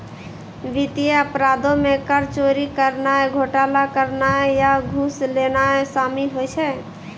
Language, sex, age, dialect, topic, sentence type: Maithili, female, 18-24, Angika, banking, statement